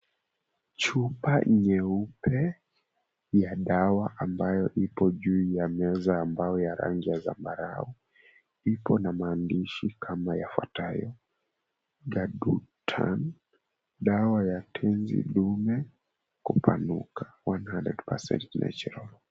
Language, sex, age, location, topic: Swahili, male, 18-24, Mombasa, health